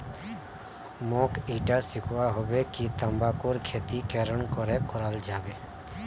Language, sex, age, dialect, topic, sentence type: Magahi, male, 31-35, Northeastern/Surjapuri, agriculture, statement